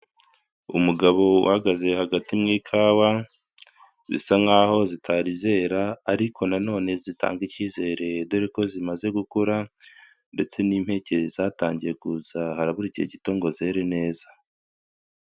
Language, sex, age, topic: Kinyarwanda, male, 25-35, agriculture